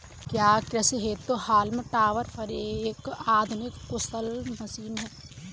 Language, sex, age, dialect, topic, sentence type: Hindi, female, 18-24, Kanauji Braj Bhasha, agriculture, statement